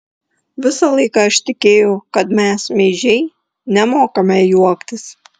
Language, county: Lithuanian, Klaipėda